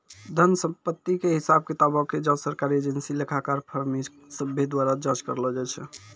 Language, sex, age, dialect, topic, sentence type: Maithili, male, 56-60, Angika, banking, statement